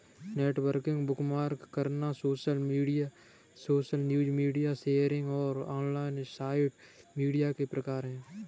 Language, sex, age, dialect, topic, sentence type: Hindi, male, 18-24, Kanauji Braj Bhasha, banking, statement